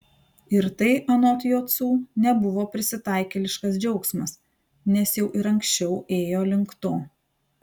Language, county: Lithuanian, Panevėžys